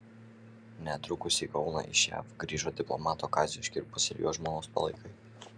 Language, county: Lithuanian, Kaunas